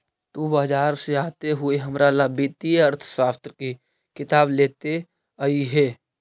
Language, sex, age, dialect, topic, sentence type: Magahi, male, 31-35, Central/Standard, agriculture, statement